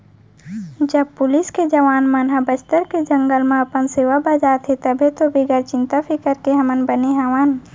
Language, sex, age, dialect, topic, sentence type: Chhattisgarhi, female, 18-24, Central, banking, statement